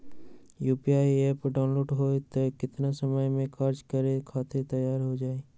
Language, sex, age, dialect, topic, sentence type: Magahi, male, 18-24, Western, banking, question